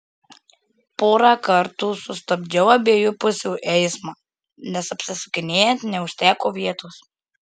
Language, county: Lithuanian, Marijampolė